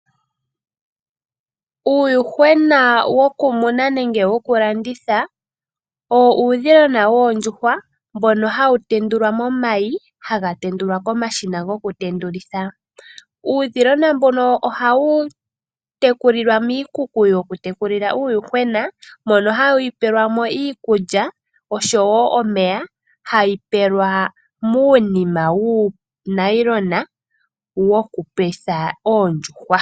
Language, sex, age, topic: Oshiwambo, female, 18-24, agriculture